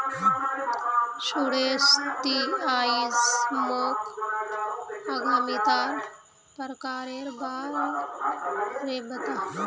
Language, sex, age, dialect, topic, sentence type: Magahi, female, 25-30, Northeastern/Surjapuri, banking, statement